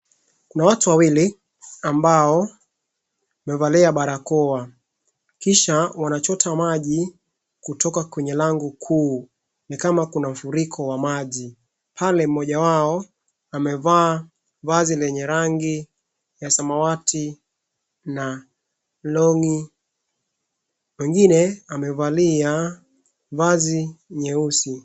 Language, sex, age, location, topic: Swahili, male, 25-35, Wajir, health